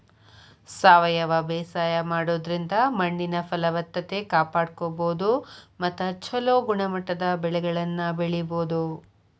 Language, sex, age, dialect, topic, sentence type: Kannada, female, 25-30, Dharwad Kannada, agriculture, statement